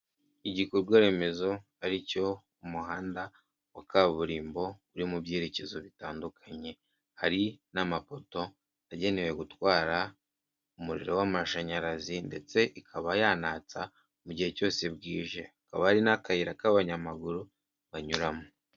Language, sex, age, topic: Kinyarwanda, male, 18-24, government